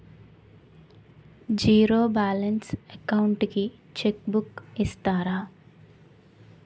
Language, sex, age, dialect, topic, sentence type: Telugu, female, 18-24, Utterandhra, banking, question